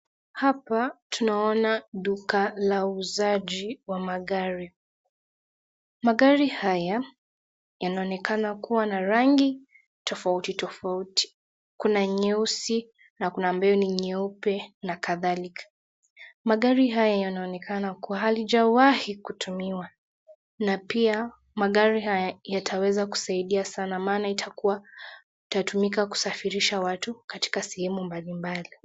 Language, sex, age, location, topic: Swahili, female, 36-49, Nakuru, finance